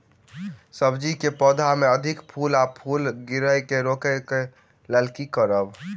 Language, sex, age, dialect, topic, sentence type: Maithili, male, 18-24, Southern/Standard, agriculture, question